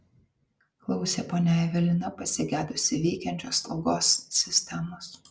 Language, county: Lithuanian, Vilnius